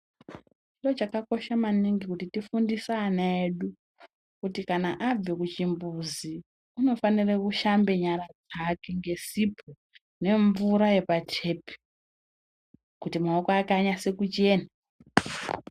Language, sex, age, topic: Ndau, female, 18-24, health